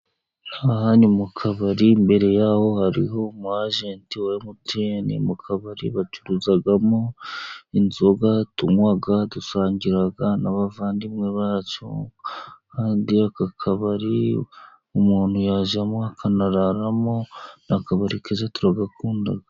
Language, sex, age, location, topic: Kinyarwanda, male, 50+, Musanze, finance